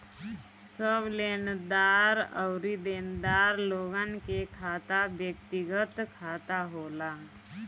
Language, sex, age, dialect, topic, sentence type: Bhojpuri, female, 25-30, Northern, banking, statement